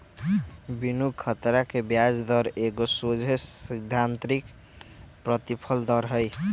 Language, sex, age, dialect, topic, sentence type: Magahi, male, 18-24, Western, banking, statement